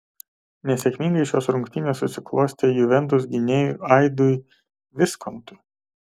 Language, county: Lithuanian, Kaunas